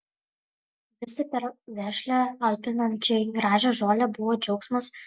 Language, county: Lithuanian, Kaunas